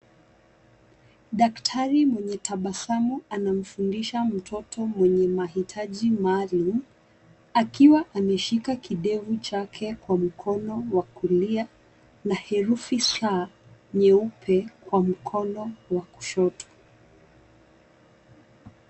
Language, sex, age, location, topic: Swahili, female, 18-24, Nairobi, education